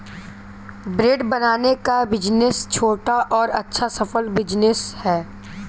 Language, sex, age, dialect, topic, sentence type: Hindi, male, 18-24, Kanauji Braj Bhasha, banking, statement